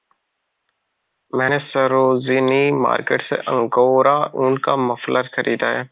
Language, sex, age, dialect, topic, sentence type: Hindi, male, 18-24, Kanauji Braj Bhasha, agriculture, statement